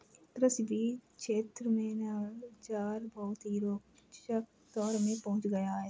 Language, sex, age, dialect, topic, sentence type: Hindi, female, 60-100, Kanauji Braj Bhasha, agriculture, statement